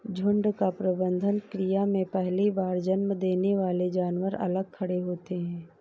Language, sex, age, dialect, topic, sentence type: Hindi, female, 41-45, Awadhi Bundeli, agriculture, statement